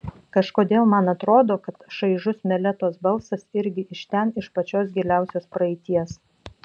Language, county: Lithuanian, Vilnius